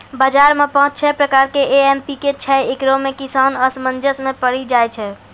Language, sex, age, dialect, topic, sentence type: Maithili, female, 46-50, Angika, agriculture, question